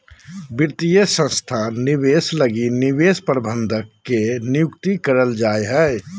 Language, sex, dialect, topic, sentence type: Magahi, male, Southern, banking, statement